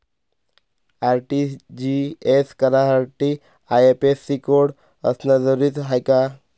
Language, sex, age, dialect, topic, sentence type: Marathi, male, 25-30, Varhadi, banking, question